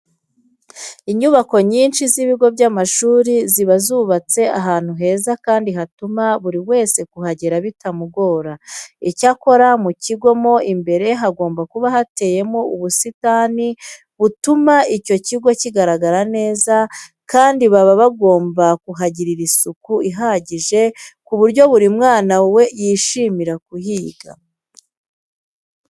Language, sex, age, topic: Kinyarwanda, female, 25-35, education